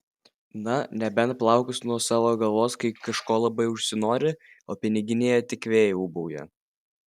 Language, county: Lithuanian, Vilnius